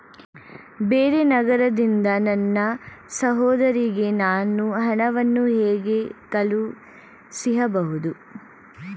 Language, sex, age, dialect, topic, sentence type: Kannada, female, 18-24, Mysore Kannada, banking, question